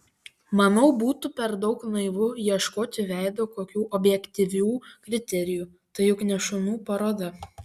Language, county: Lithuanian, Panevėžys